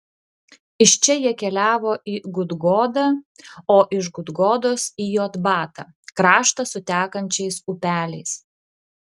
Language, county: Lithuanian, Klaipėda